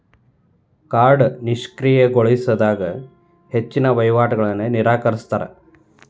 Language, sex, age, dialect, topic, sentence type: Kannada, male, 31-35, Dharwad Kannada, banking, statement